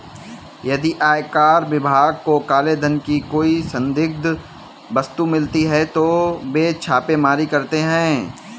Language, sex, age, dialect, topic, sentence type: Hindi, male, 18-24, Kanauji Braj Bhasha, banking, statement